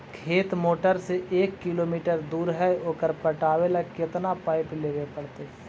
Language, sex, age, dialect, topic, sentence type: Magahi, male, 25-30, Central/Standard, agriculture, question